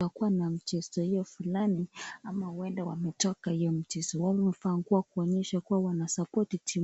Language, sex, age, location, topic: Swahili, female, 18-24, Nakuru, finance